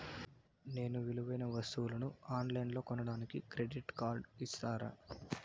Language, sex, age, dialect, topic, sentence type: Telugu, male, 18-24, Southern, banking, question